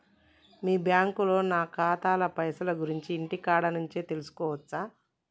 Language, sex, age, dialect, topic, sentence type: Telugu, male, 36-40, Telangana, banking, question